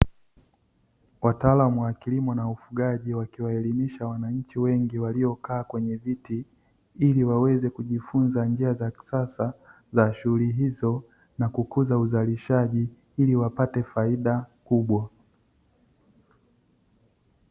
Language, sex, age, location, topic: Swahili, male, 36-49, Dar es Salaam, education